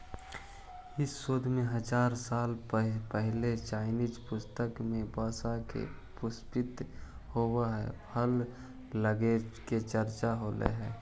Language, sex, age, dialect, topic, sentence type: Magahi, male, 18-24, Central/Standard, banking, statement